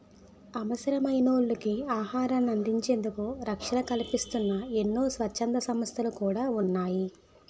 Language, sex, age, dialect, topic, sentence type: Telugu, female, 25-30, Utterandhra, agriculture, statement